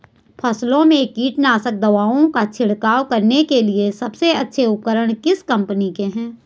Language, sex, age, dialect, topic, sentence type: Hindi, female, 41-45, Garhwali, agriculture, question